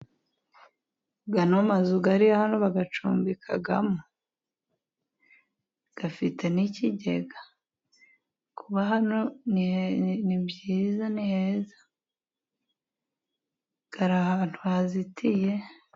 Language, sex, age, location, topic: Kinyarwanda, female, 25-35, Musanze, government